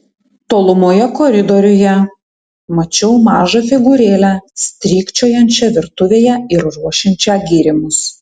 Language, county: Lithuanian, Tauragė